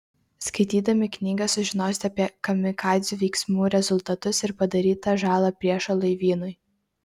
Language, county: Lithuanian, Kaunas